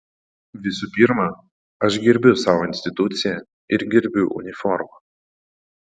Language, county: Lithuanian, Panevėžys